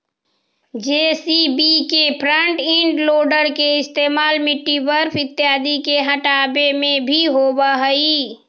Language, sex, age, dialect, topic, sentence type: Magahi, female, 60-100, Central/Standard, banking, statement